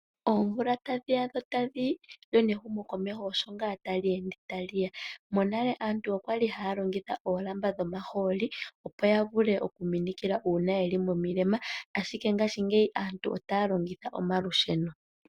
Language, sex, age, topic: Oshiwambo, female, 18-24, agriculture